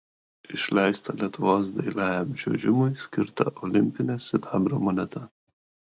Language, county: Lithuanian, Kaunas